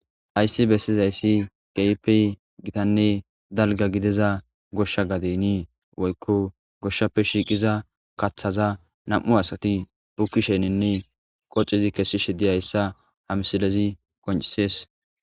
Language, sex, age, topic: Gamo, male, 25-35, agriculture